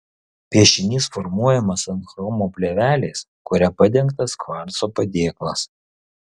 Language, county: Lithuanian, Kaunas